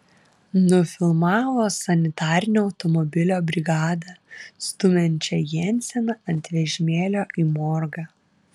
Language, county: Lithuanian, Vilnius